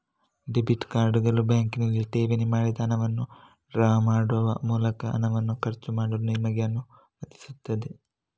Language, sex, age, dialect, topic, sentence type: Kannada, male, 36-40, Coastal/Dakshin, banking, statement